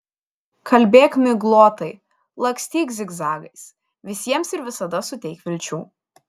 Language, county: Lithuanian, Šiauliai